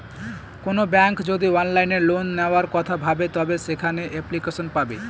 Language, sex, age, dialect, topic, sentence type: Bengali, male, 18-24, Northern/Varendri, banking, statement